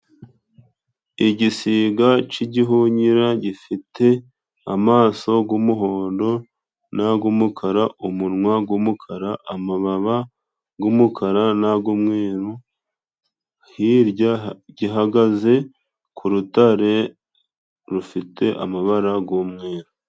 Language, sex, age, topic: Kinyarwanda, male, 25-35, agriculture